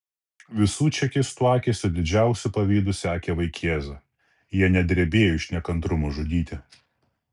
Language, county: Lithuanian, Kaunas